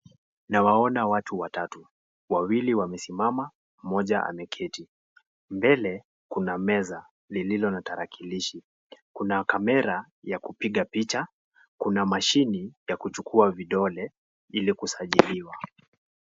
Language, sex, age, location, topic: Swahili, male, 18-24, Kisii, government